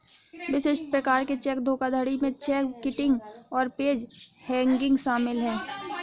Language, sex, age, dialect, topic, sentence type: Hindi, female, 60-100, Awadhi Bundeli, banking, statement